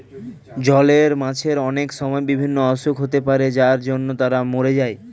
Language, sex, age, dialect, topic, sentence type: Bengali, male, 18-24, Standard Colloquial, agriculture, statement